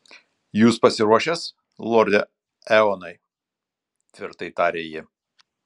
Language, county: Lithuanian, Telšiai